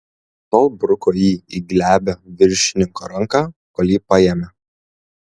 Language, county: Lithuanian, Klaipėda